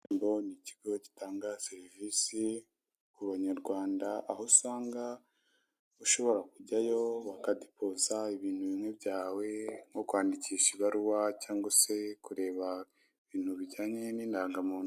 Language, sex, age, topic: Kinyarwanda, male, 25-35, government